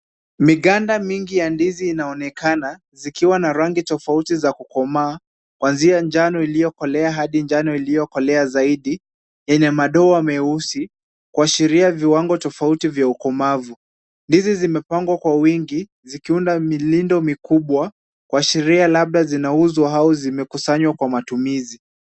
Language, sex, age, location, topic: Swahili, male, 25-35, Kisumu, finance